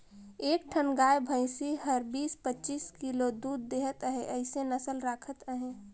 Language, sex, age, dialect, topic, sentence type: Chhattisgarhi, female, 25-30, Northern/Bhandar, agriculture, statement